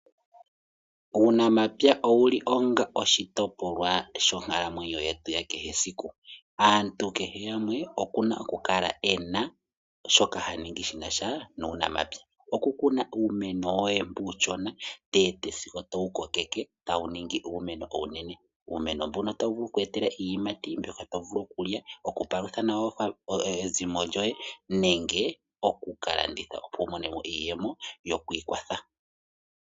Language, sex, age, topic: Oshiwambo, male, 18-24, agriculture